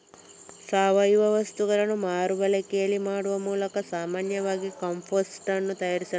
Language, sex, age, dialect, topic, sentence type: Kannada, female, 36-40, Coastal/Dakshin, agriculture, statement